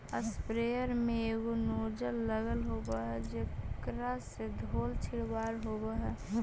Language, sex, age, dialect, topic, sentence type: Magahi, female, 18-24, Central/Standard, banking, statement